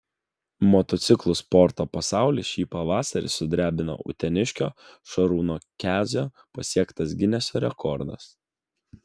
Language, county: Lithuanian, Vilnius